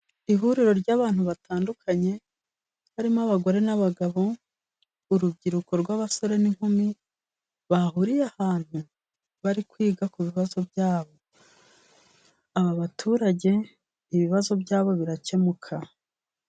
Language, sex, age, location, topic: Kinyarwanda, female, 36-49, Musanze, government